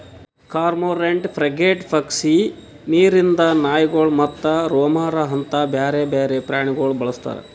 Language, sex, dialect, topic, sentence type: Kannada, male, Northeastern, agriculture, statement